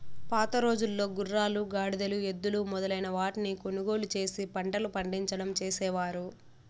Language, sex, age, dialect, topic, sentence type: Telugu, female, 18-24, Southern, agriculture, statement